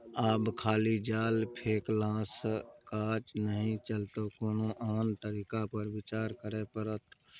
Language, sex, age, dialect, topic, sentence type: Maithili, male, 31-35, Bajjika, agriculture, statement